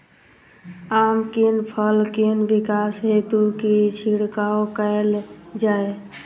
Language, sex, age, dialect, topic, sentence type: Maithili, female, 31-35, Southern/Standard, agriculture, question